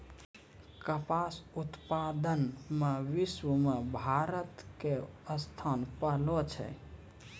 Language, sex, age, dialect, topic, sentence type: Maithili, male, 18-24, Angika, agriculture, statement